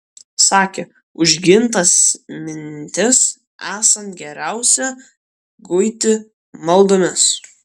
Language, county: Lithuanian, Kaunas